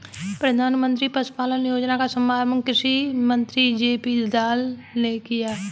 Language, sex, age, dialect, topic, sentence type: Hindi, female, 18-24, Kanauji Braj Bhasha, agriculture, statement